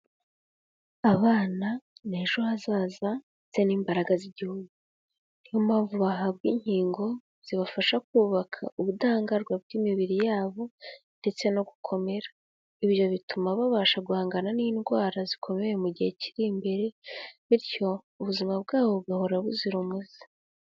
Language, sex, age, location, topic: Kinyarwanda, female, 18-24, Kigali, health